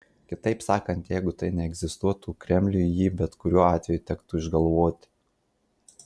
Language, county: Lithuanian, Marijampolė